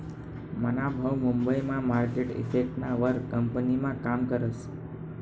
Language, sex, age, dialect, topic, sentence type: Marathi, male, 18-24, Northern Konkan, banking, statement